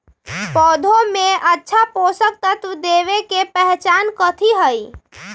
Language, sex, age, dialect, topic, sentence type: Magahi, female, 31-35, Western, agriculture, question